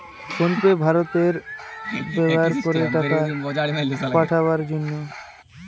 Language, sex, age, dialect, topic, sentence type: Bengali, male, 18-24, Western, banking, statement